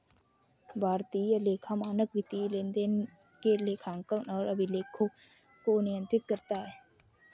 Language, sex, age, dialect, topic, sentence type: Hindi, female, 60-100, Kanauji Braj Bhasha, banking, statement